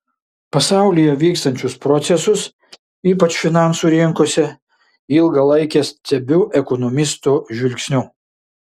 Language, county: Lithuanian, Šiauliai